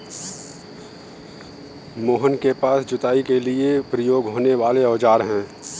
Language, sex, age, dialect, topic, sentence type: Hindi, male, 31-35, Kanauji Braj Bhasha, agriculture, statement